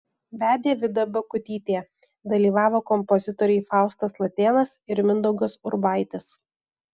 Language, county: Lithuanian, Alytus